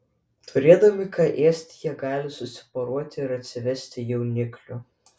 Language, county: Lithuanian, Vilnius